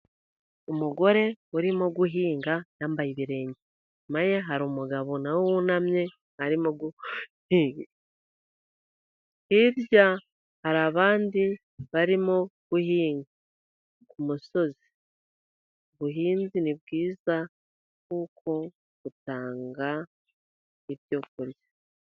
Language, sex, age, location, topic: Kinyarwanda, female, 50+, Musanze, agriculture